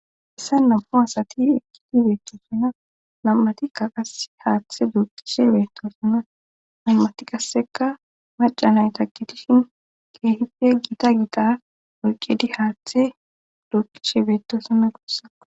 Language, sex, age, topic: Gamo, female, 18-24, government